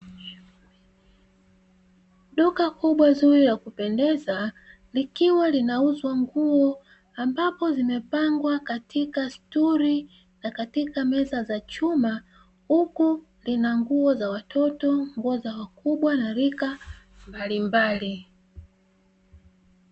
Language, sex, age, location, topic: Swahili, female, 36-49, Dar es Salaam, finance